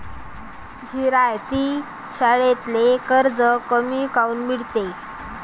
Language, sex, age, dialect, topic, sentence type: Marathi, female, 18-24, Varhadi, agriculture, question